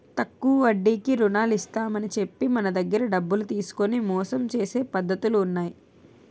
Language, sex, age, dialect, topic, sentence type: Telugu, female, 18-24, Utterandhra, banking, statement